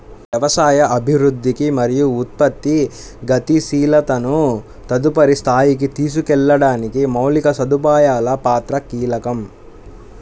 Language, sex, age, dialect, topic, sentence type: Telugu, male, 25-30, Central/Coastal, agriculture, statement